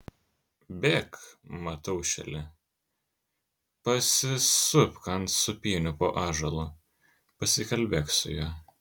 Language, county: Lithuanian, Kaunas